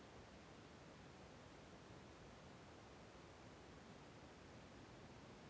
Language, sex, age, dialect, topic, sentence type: Kannada, male, 41-45, Central, agriculture, question